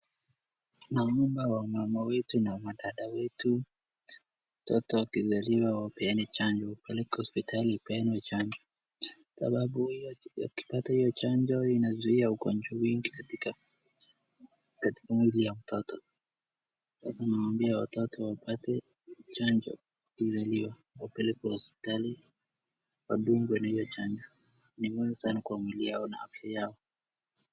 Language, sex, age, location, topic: Swahili, male, 36-49, Wajir, health